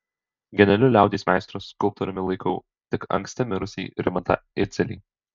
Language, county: Lithuanian, Alytus